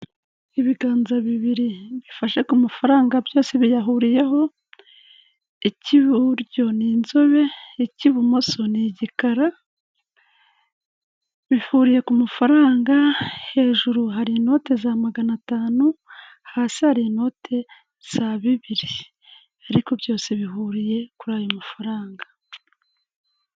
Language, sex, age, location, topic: Kinyarwanda, female, 36-49, Kigali, finance